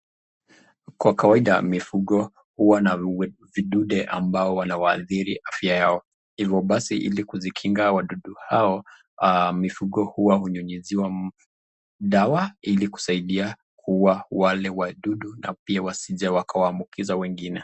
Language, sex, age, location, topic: Swahili, male, 25-35, Nakuru, agriculture